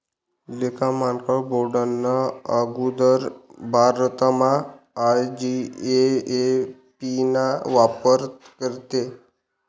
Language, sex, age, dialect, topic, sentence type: Marathi, male, 18-24, Northern Konkan, banking, statement